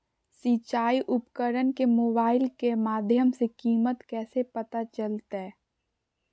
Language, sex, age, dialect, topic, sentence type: Magahi, female, 51-55, Southern, agriculture, question